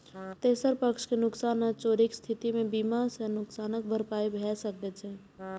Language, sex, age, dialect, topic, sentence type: Maithili, female, 18-24, Eastern / Thethi, banking, statement